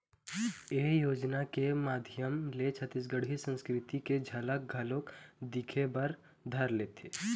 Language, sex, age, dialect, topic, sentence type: Chhattisgarhi, male, 18-24, Eastern, agriculture, statement